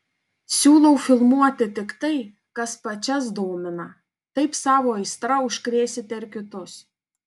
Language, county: Lithuanian, Panevėžys